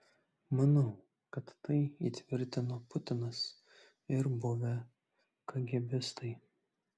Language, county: Lithuanian, Klaipėda